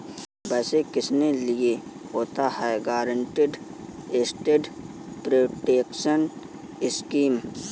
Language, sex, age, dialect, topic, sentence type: Hindi, male, 18-24, Kanauji Braj Bhasha, banking, statement